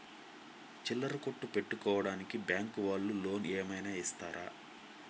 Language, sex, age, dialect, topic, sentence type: Telugu, male, 25-30, Central/Coastal, banking, question